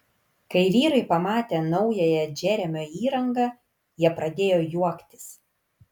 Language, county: Lithuanian, Kaunas